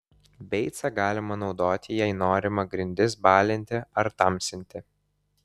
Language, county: Lithuanian, Vilnius